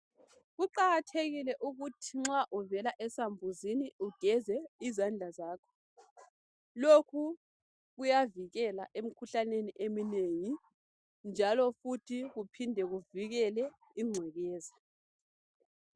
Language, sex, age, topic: North Ndebele, female, 25-35, health